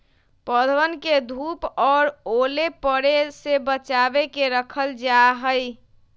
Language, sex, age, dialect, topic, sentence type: Magahi, female, 25-30, Western, agriculture, statement